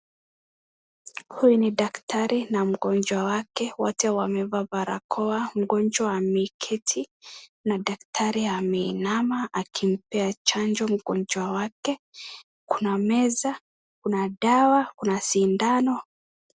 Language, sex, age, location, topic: Swahili, male, 18-24, Wajir, health